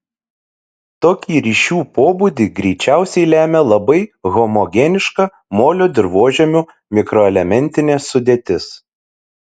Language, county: Lithuanian, Šiauliai